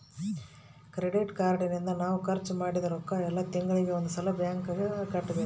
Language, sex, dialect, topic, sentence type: Kannada, female, Central, banking, statement